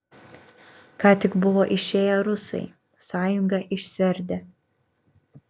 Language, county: Lithuanian, Kaunas